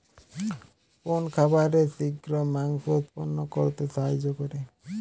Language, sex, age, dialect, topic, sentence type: Bengali, male, 18-24, Western, agriculture, question